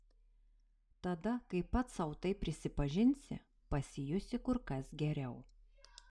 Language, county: Lithuanian, Marijampolė